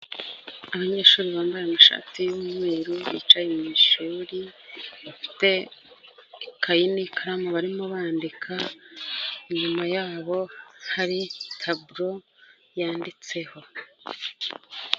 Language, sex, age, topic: Kinyarwanda, female, 25-35, education